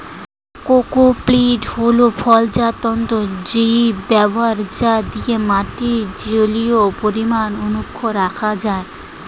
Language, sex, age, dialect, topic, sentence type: Bengali, male, 25-30, Standard Colloquial, agriculture, statement